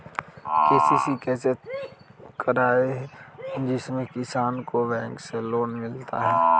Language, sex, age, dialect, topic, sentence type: Magahi, male, 36-40, Western, agriculture, question